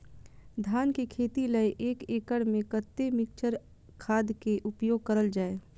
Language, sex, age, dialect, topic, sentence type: Maithili, female, 31-35, Eastern / Thethi, agriculture, question